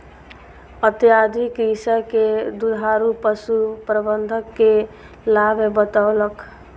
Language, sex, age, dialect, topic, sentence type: Maithili, female, 31-35, Southern/Standard, agriculture, statement